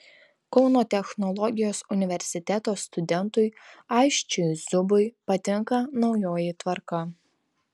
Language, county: Lithuanian, Tauragė